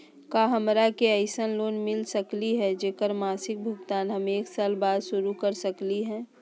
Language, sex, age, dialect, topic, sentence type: Magahi, female, 36-40, Southern, banking, question